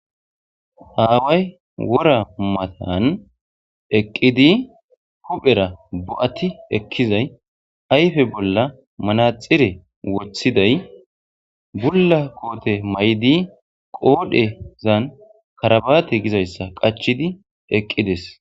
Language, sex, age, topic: Gamo, male, 25-35, agriculture